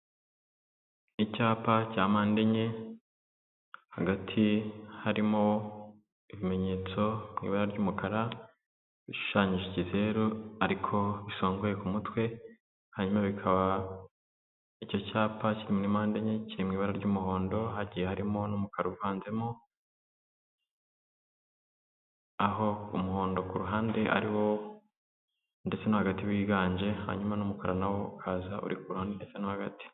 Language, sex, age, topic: Kinyarwanda, male, 18-24, government